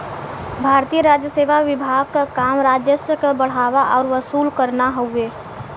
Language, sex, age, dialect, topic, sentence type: Bhojpuri, female, 18-24, Western, banking, statement